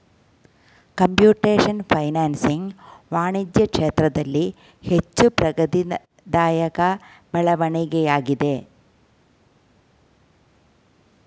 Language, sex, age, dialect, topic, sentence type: Kannada, female, 46-50, Mysore Kannada, banking, statement